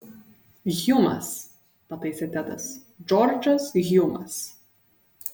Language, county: Lithuanian, Panevėžys